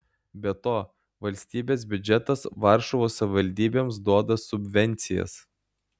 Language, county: Lithuanian, Klaipėda